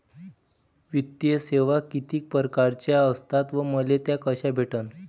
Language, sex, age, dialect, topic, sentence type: Marathi, male, 18-24, Varhadi, banking, question